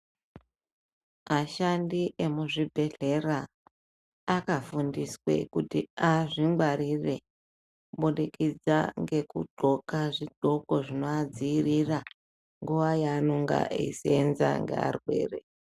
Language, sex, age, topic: Ndau, male, 25-35, health